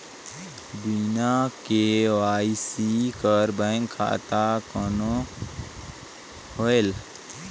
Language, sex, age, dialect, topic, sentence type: Chhattisgarhi, male, 18-24, Northern/Bhandar, banking, question